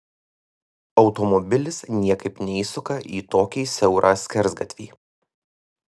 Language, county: Lithuanian, Vilnius